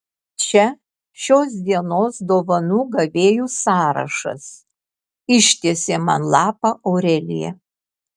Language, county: Lithuanian, Kaunas